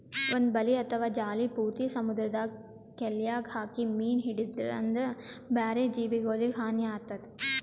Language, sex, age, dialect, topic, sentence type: Kannada, female, 18-24, Northeastern, agriculture, statement